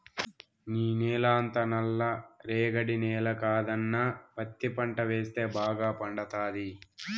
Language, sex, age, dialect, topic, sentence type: Telugu, male, 18-24, Southern, agriculture, statement